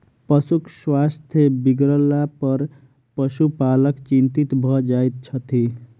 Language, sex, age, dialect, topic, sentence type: Maithili, male, 41-45, Southern/Standard, agriculture, statement